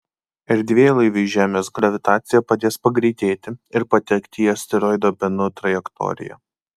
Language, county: Lithuanian, Kaunas